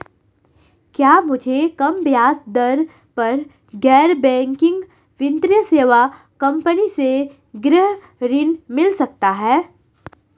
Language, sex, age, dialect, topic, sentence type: Hindi, female, 25-30, Marwari Dhudhari, banking, question